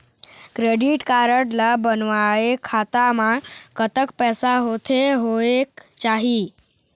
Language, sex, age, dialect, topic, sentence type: Chhattisgarhi, male, 51-55, Eastern, banking, question